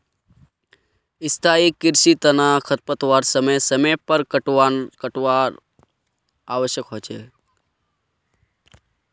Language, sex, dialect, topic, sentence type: Magahi, male, Northeastern/Surjapuri, agriculture, statement